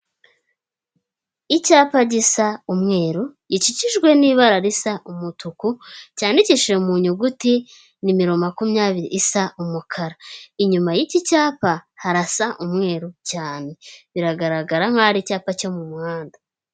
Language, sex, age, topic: Kinyarwanda, female, 18-24, government